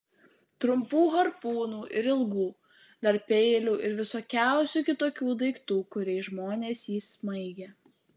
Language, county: Lithuanian, Utena